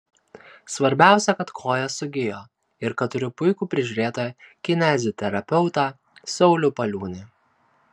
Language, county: Lithuanian, Kaunas